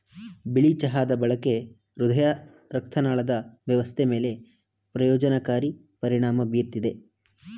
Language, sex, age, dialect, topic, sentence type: Kannada, male, 25-30, Mysore Kannada, agriculture, statement